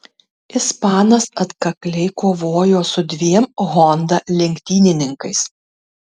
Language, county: Lithuanian, Tauragė